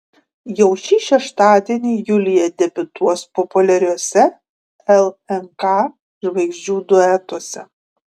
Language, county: Lithuanian, Kaunas